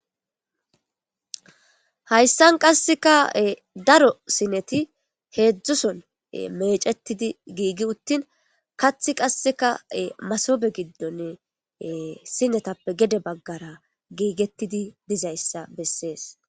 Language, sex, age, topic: Gamo, female, 25-35, government